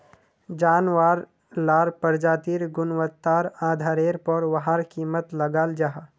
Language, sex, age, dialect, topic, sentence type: Magahi, male, 18-24, Northeastern/Surjapuri, agriculture, statement